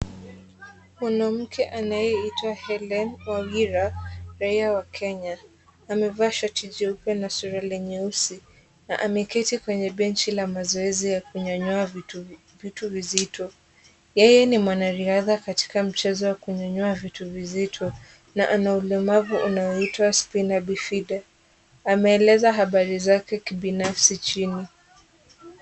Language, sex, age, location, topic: Swahili, female, 18-24, Kisumu, education